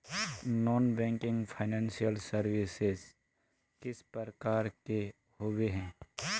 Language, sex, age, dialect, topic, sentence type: Magahi, male, 31-35, Northeastern/Surjapuri, banking, question